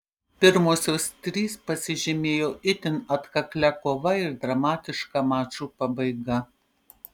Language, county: Lithuanian, Panevėžys